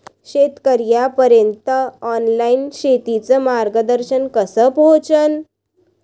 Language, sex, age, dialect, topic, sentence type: Marathi, female, 18-24, Varhadi, agriculture, question